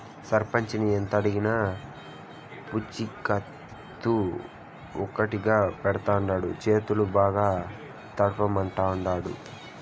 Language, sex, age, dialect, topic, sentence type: Telugu, male, 25-30, Southern, banking, statement